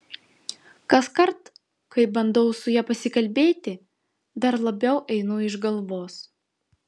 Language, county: Lithuanian, Vilnius